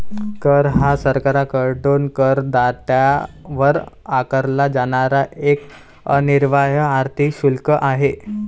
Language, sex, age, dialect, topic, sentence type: Marathi, male, 18-24, Varhadi, banking, statement